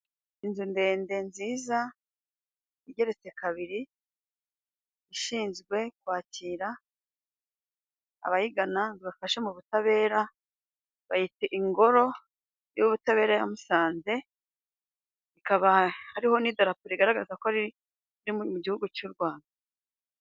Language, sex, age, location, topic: Kinyarwanda, female, 36-49, Musanze, government